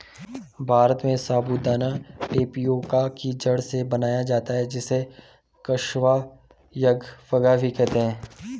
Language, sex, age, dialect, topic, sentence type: Hindi, male, 18-24, Garhwali, agriculture, statement